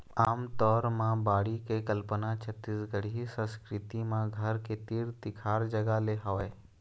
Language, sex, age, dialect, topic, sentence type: Chhattisgarhi, male, 25-30, Eastern, agriculture, statement